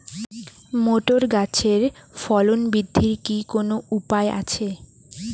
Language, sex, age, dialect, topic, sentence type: Bengali, female, 18-24, Rajbangshi, agriculture, question